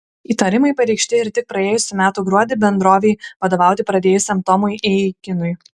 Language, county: Lithuanian, Kaunas